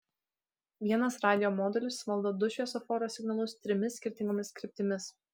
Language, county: Lithuanian, Kaunas